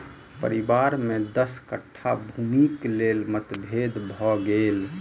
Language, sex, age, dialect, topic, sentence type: Maithili, male, 31-35, Southern/Standard, agriculture, statement